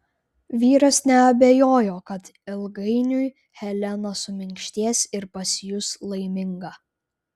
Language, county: Lithuanian, Klaipėda